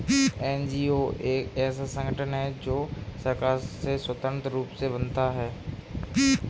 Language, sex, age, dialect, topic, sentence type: Hindi, male, 18-24, Kanauji Braj Bhasha, banking, statement